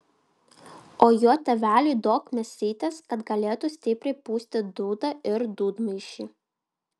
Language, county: Lithuanian, Vilnius